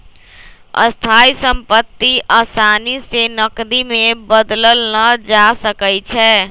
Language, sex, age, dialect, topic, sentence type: Magahi, male, 25-30, Western, banking, statement